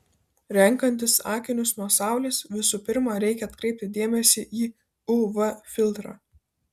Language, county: Lithuanian, Vilnius